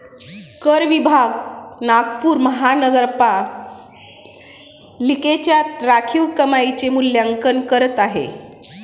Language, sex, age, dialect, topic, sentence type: Marathi, female, 36-40, Standard Marathi, banking, statement